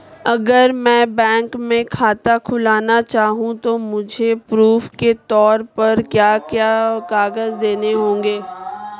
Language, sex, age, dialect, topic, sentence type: Hindi, female, 25-30, Marwari Dhudhari, banking, question